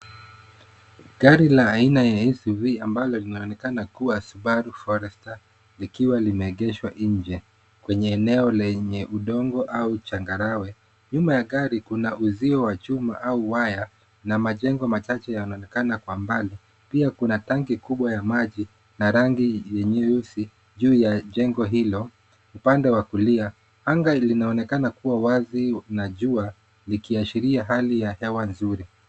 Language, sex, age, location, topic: Swahili, male, 25-35, Nairobi, finance